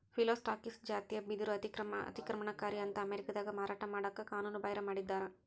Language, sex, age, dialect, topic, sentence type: Kannada, female, 56-60, Central, agriculture, statement